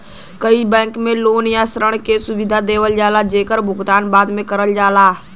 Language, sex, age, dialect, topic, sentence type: Bhojpuri, male, <18, Western, banking, statement